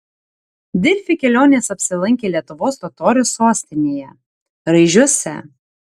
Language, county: Lithuanian, Tauragė